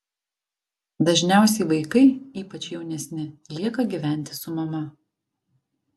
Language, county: Lithuanian, Vilnius